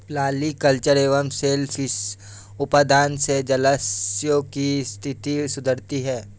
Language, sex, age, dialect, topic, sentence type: Hindi, male, 18-24, Awadhi Bundeli, agriculture, statement